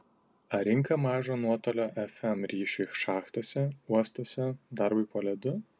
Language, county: Lithuanian, Tauragė